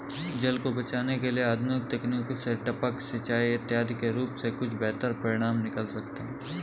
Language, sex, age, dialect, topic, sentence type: Hindi, male, 18-24, Kanauji Braj Bhasha, agriculture, statement